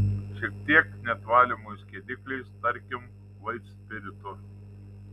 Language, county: Lithuanian, Tauragė